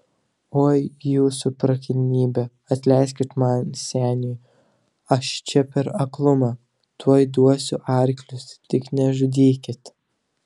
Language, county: Lithuanian, Telšiai